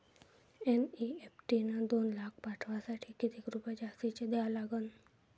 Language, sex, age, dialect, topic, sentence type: Marathi, female, 41-45, Varhadi, banking, question